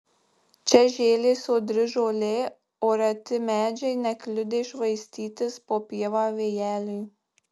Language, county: Lithuanian, Marijampolė